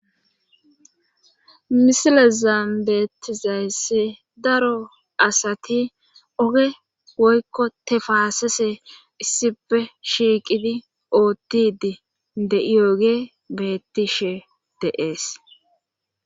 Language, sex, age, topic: Gamo, female, 25-35, government